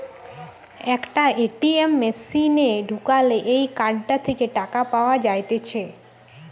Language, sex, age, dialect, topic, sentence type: Bengali, female, 18-24, Western, banking, statement